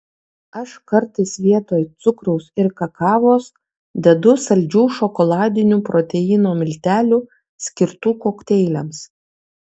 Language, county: Lithuanian, Kaunas